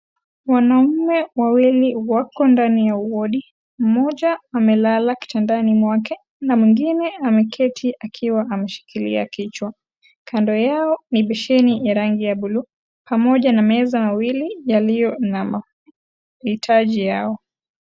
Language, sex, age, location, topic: Swahili, female, 18-24, Kisii, health